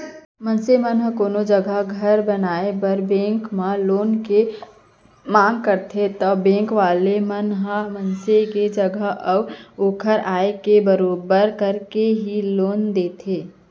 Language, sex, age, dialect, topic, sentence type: Chhattisgarhi, female, 25-30, Central, banking, statement